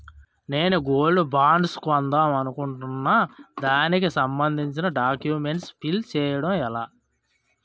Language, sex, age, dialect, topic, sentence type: Telugu, male, 36-40, Utterandhra, banking, question